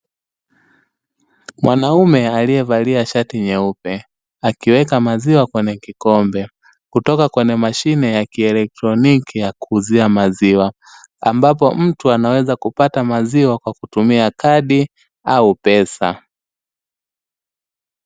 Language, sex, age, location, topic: Swahili, male, 25-35, Dar es Salaam, finance